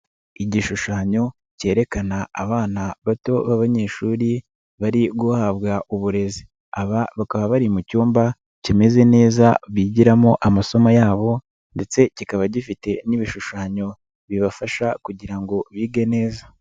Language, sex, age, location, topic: Kinyarwanda, male, 25-35, Nyagatare, education